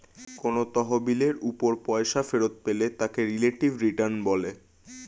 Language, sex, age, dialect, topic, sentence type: Bengali, male, 18-24, Standard Colloquial, banking, statement